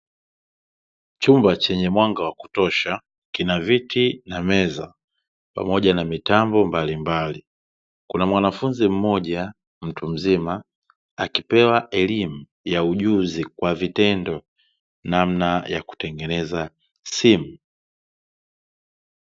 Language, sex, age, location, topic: Swahili, male, 36-49, Dar es Salaam, education